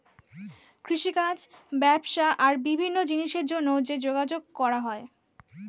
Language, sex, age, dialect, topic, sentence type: Bengali, female, <18, Standard Colloquial, agriculture, statement